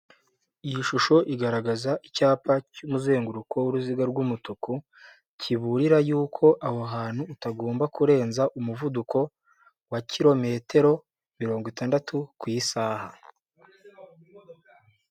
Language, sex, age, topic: Kinyarwanda, male, 18-24, government